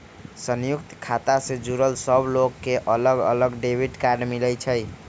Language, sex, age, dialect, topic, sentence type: Magahi, female, 36-40, Western, banking, statement